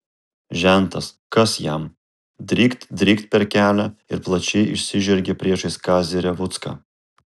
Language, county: Lithuanian, Kaunas